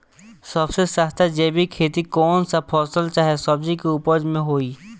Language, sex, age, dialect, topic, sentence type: Bhojpuri, male, 18-24, Southern / Standard, agriculture, question